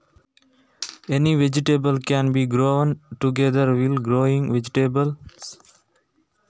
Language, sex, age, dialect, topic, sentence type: Kannada, male, 18-24, Coastal/Dakshin, agriculture, question